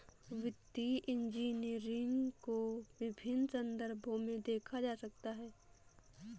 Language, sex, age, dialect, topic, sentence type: Hindi, female, 18-24, Awadhi Bundeli, banking, statement